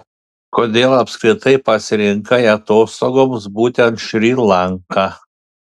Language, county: Lithuanian, Panevėžys